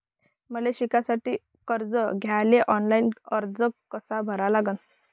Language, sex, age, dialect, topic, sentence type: Marathi, female, 25-30, Varhadi, banking, question